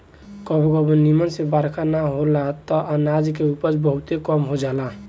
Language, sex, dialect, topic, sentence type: Bhojpuri, male, Southern / Standard, agriculture, statement